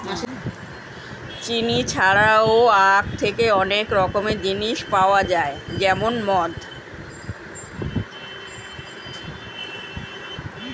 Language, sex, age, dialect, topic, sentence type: Bengali, male, 36-40, Standard Colloquial, agriculture, statement